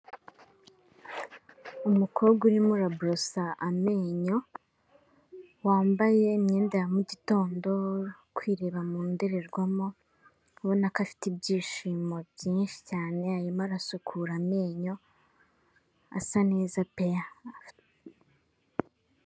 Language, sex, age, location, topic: Kinyarwanda, female, 18-24, Kigali, health